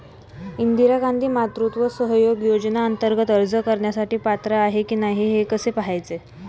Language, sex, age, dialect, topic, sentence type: Marathi, female, 18-24, Standard Marathi, banking, question